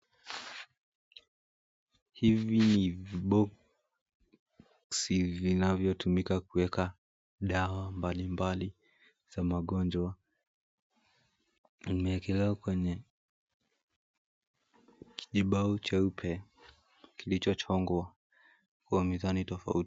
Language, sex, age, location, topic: Swahili, male, 18-24, Mombasa, health